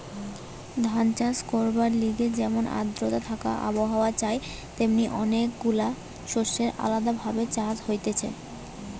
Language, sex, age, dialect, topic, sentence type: Bengali, female, 18-24, Western, agriculture, statement